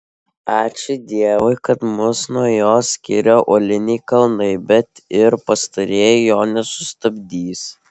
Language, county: Lithuanian, Vilnius